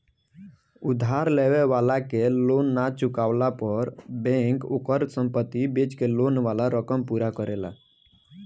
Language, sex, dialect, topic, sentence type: Bhojpuri, male, Southern / Standard, banking, statement